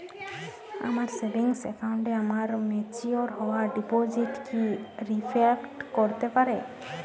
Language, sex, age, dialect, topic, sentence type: Bengali, female, 25-30, Jharkhandi, banking, question